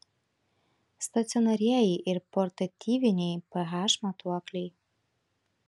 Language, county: Lithuanian, Šiauliai